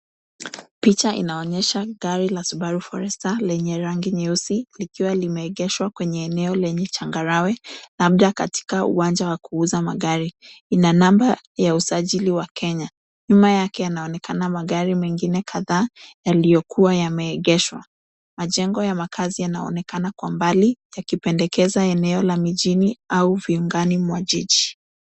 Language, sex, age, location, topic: Swahili, female, 25-35, Nairobi, finance